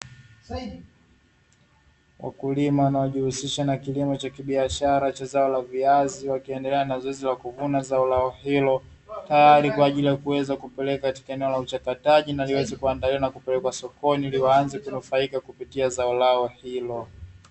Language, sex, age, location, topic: Swahili, male, 25-35, Dar es Salaam, agriculture